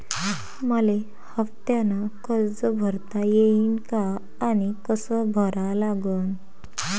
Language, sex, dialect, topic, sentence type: Marathi, female, Varhadi, banking, question